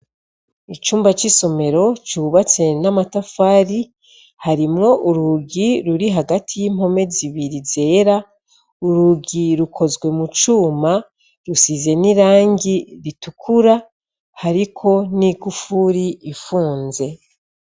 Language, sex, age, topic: Rundi, female, 36-49, education